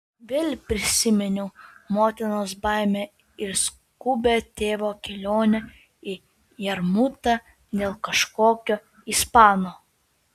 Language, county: Lithuanian, Vilnius